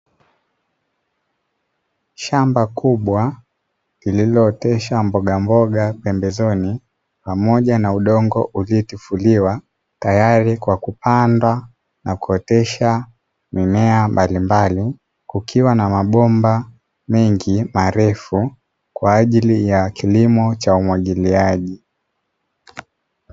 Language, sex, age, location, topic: Swahili, male, 25-35, Dar es Salaam, agriculture